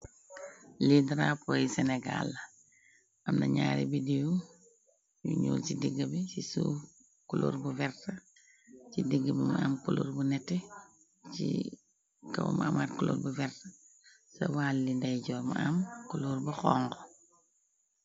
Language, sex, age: Wolof, female, 36-49